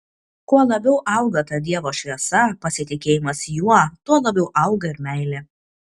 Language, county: Lithuanian, Kaunas